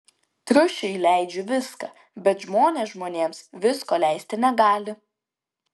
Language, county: Lithuanian, Klaipėda